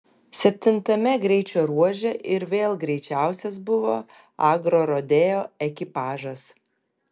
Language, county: Lithuanian, Kaunas